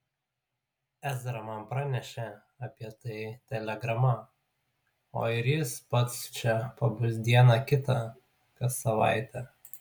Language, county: Lithuanian, Utena